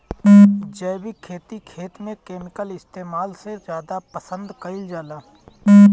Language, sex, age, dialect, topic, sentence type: Bhojpuri, male, 31-35, Northern, agriculture, statement